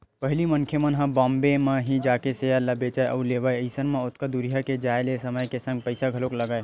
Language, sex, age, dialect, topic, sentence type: Chhattisgarhi, male, 25-30, Western/Budati/Khatahi, banking, statement